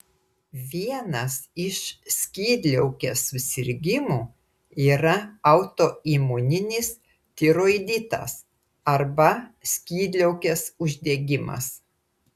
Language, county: Lithuanian, Klaipėda